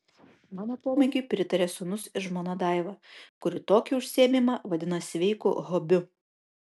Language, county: Lithuanian, Kaunas